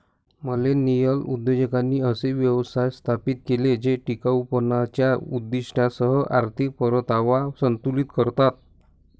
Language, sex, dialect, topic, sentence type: Marathi, male, Varhadi, banking, statement